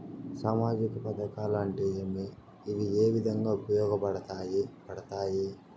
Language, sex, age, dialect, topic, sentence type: Telugu, male, 41-45, Southern, banking, question